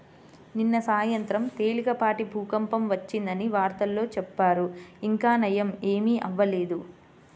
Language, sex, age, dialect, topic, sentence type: Telugu, female, 25-30, Central/Coastal, agriculture, statement